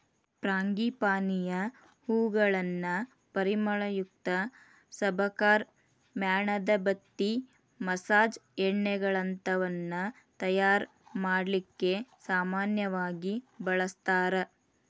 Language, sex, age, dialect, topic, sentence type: Kannada, female, 36-40, Dharwad Kannada, agriculture, statement